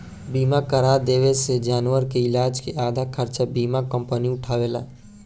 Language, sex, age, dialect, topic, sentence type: Bhojpuri, male, 18-24, Southern / Standard, banking, statement